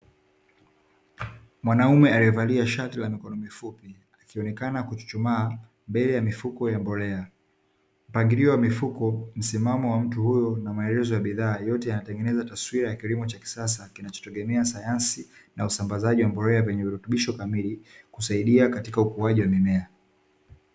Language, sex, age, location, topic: Swahili, male, 18-24, Dar es Salaam, agriculture